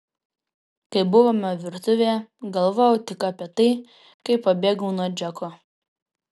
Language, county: Lithuanian, Vilnius